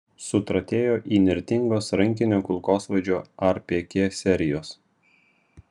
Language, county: Lithuanian, Vilnius